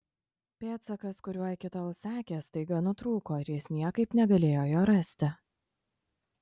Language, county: Lithuanian, Kaunas